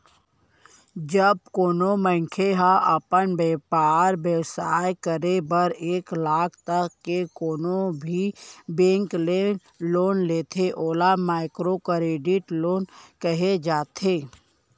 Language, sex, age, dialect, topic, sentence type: Chhattisgarhi, female, 18-24, Central, banking, statement